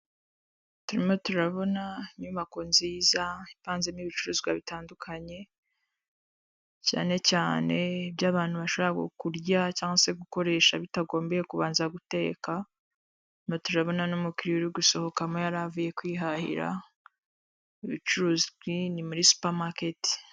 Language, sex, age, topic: Kinyarwanda, female, 25-35, finance